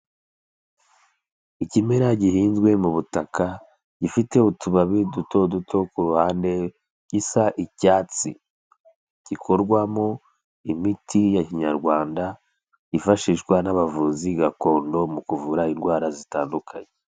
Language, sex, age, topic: Kinyarwanda, female, 25-35, health